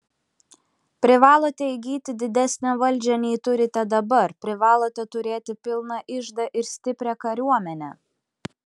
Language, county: Lithuanian, Klaipėda